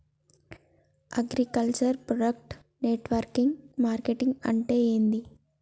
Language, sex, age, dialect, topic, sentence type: Telugu, female, 25-30, Telangana, agriculture, question